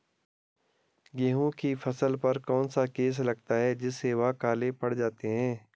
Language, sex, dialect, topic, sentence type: Hindi, male, Garhwali, agriculture, question